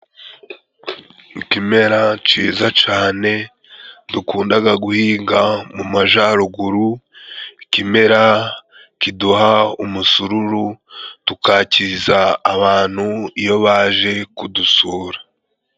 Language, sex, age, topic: Kinyarwanda, male, 25-35, agriculture